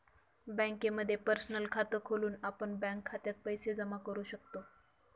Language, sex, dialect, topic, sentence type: Marathi, female, Northern Konkan, banking, statement